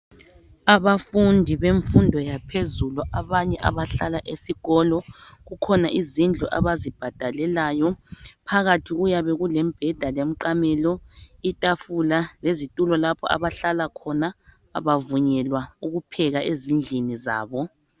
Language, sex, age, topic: North Ndebele, male, 25-35, education